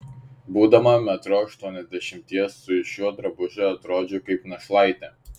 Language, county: Lithuanian, Šiauliai